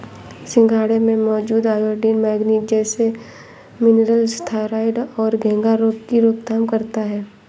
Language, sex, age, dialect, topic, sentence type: Hindi, female, 18-24, Awadhi Bundeli, agriculture, statement